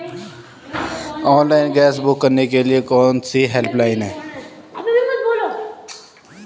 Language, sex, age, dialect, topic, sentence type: Hindi, male, 18-24, Garhwali, banking, question